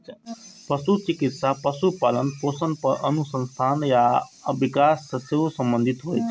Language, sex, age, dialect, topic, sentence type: Maithili, male, 25-30, Eastern / Thethi, agriculture, statement